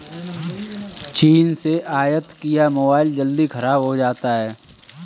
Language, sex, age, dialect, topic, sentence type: Hindi, male, 18-24, Kanauji Braj Bhasha, banking, statement